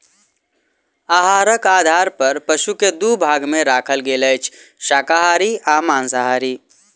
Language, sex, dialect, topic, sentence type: Maithili, male, Southern/Standard, agriculture, statement